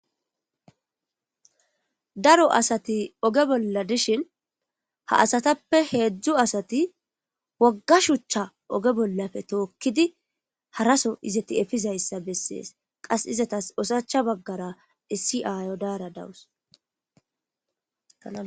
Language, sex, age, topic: Gamo, female, 18-24, government